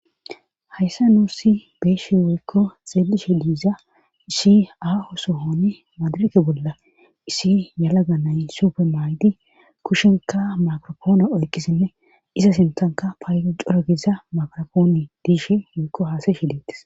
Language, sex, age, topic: Gamo, female, 25-35, government